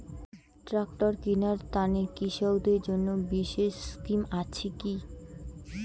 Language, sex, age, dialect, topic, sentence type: Bengali, female, 18-24, Rajbangshi, agriculture, statement